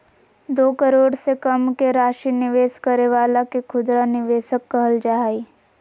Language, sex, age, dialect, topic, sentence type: Magahi, female, 41-45, Southern, banking, statement